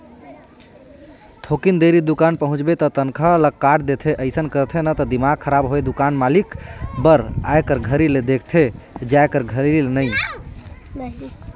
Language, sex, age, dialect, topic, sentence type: Chhattisgarhi, male, 18-24, Northern/Bhandar, banking, statement